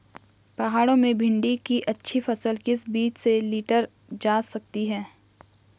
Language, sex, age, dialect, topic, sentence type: Hindi, female, 41-45, Garhwali, agriculture, question